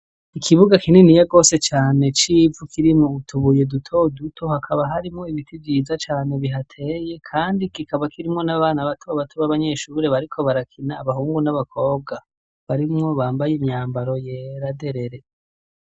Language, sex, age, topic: Rundi, male, 18-24, education